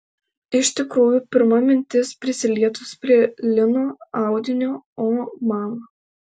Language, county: Lithuanian, Alytus